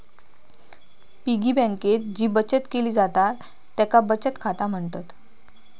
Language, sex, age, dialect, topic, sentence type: Marathi, female, 18-24, Southern Konkan, banking, statement